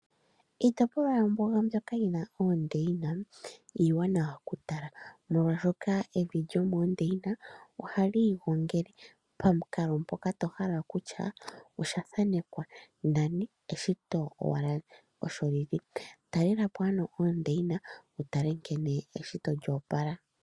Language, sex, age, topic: Oshiwambo, male, 25-35, agriculture